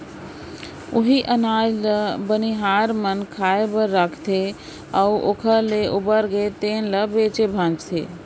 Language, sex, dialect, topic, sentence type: Chhattisgarhi, female, Central, agriculture, statement